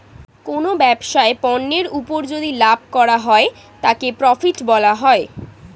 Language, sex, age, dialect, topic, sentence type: Bengali, female, 18-24, Standard Colloquial, banking, statement